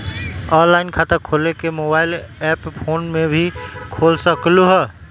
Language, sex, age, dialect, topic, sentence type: Magahi, male, 18-24, Western, banking, question